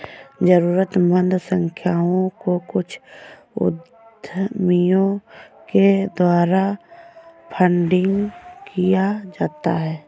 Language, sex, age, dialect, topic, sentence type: Hindi, female, 25-30, Awadhi Bundeli, banking, statement